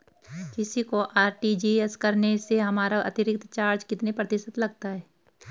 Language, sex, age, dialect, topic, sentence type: Hindi, female, 36-40, Garhwali, banking, question